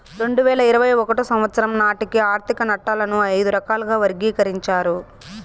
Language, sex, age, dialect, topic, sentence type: Telugu, female, 18-24, Southern, banking, statement